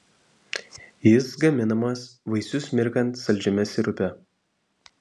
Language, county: Lithuanian, Vilnius